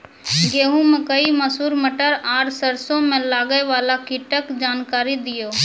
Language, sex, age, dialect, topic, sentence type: Maithili, female, 25-30, Angika, agriculture, question